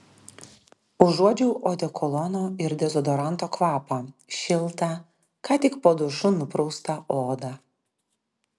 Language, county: Lithuanian, Klaipėda